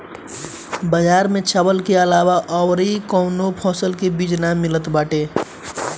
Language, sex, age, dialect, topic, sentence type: Bhojpuri, male, 18-24, Northern, agriculture, statement